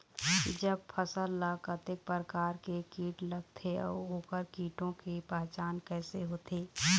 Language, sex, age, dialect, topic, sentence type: Chhattisgarhi, female, 25-30, Eastern, agriculture, question